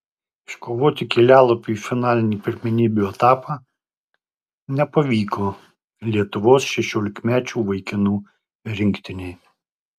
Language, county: Lithuanian, Tauragė